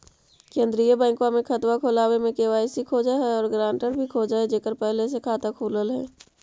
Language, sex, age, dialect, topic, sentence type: Magahi, female, 56-60, Central/Standard, banking, question